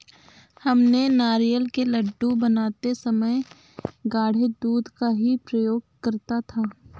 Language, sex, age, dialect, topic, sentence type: Hindi, female, 25-30, Awadhi Bundeli, agriculture, statement